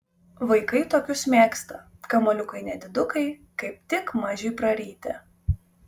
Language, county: Lithuanian, Vilnius